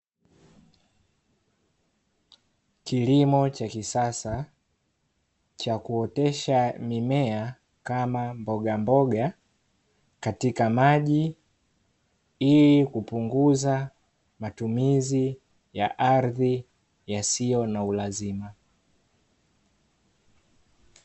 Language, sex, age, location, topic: Swahili, male, 18-24, Dar es Salaam, agriculture